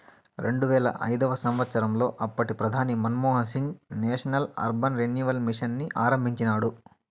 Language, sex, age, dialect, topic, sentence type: Telugu, male, 18-24, Southern, banking, statement